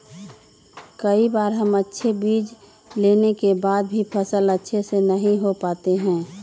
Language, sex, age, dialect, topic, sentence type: Magahi, female, 36-40, Western, agriculture, question